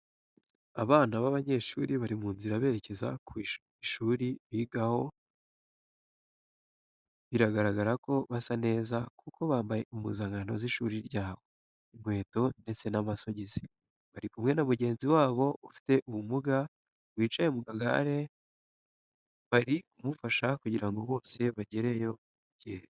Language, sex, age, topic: Kinyarwanda, male, 18-24, education